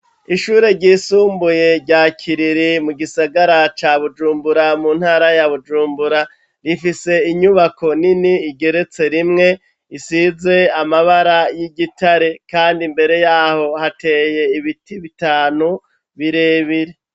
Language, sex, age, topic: Rundi, male, 36-49, education